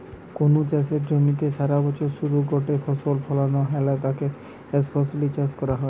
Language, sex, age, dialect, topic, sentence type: Bengali, male, 18-24, Western, agriculture, statement